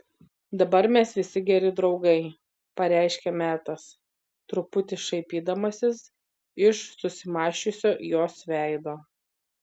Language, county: Lithuanian, Vilnius